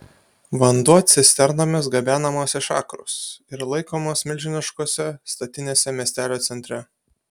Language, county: Lithuanian, Utena